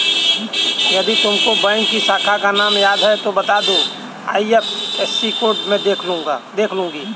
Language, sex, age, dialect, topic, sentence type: Hindi, male, 31-35, Kanauji Braj Bhasha, banking, statement